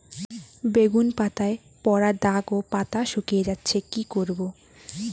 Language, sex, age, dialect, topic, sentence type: Bengali, female, 18-24, Rajbangshi, agriculture, question